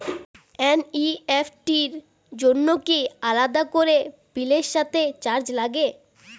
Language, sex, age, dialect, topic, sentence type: Bengali, female, 18-24, Northern/Varendri, banking, question